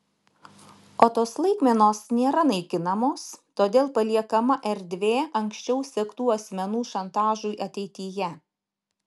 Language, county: Lithuanian, Šiauliai